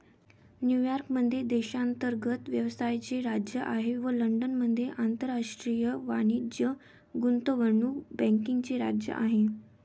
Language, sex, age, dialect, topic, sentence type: Marathi, female, 18-24, Varhadi, banking, statement